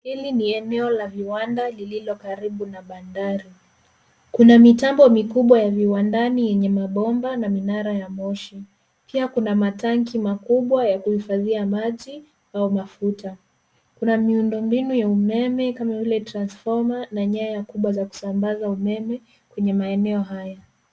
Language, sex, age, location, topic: Swahili, female, 18-24, Nairobi, government